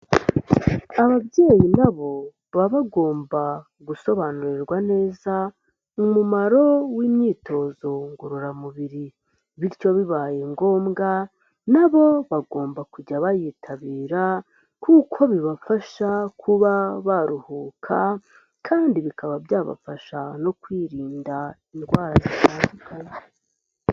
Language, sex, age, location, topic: Kinyarwanda, female, 18-24, Nyagatare, government